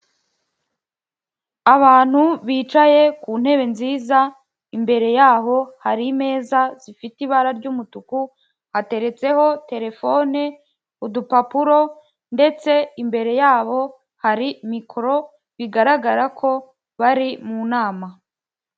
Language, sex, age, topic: Kinyarwanda, female, 18-24, government